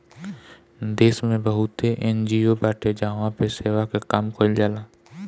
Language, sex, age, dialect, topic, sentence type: Bhojpuri, male, 25-30, Northern, banking, statement